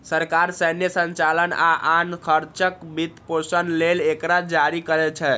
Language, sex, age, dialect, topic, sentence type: Maithili, male, 31-35, Eastern / Thethi, banking, statement